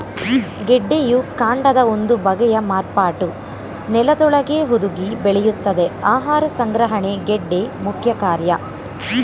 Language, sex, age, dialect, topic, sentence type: Kannada, female, 18-24, Mysore Kannada, agriculture, statement